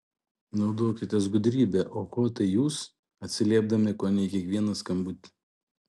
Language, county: Lithuanian, Šiauliai